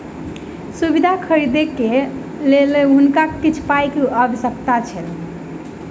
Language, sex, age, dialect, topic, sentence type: Maithili, female, 18-24, Southern/Standard, banking, statement